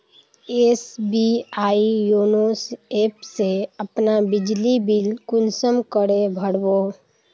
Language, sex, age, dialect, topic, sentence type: Magahi, female, 18-24, Northeastern/Surjapuri, banking, question